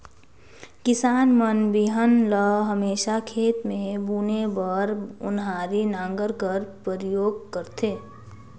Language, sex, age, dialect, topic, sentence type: Chhattisgarhi, female, 18-24, Northern/Bhandar, agriculture, statement